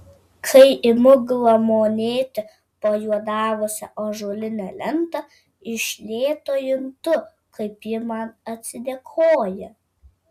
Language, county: Lithuanian, Vilnius